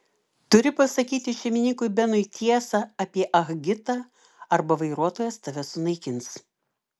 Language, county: Lithuanian, Klaipėda